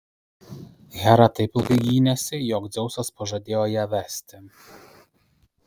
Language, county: Lithuanian, Kaunas